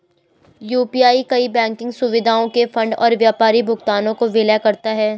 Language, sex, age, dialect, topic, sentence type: Hindi, female, 18-24, Garhwali, banking, statement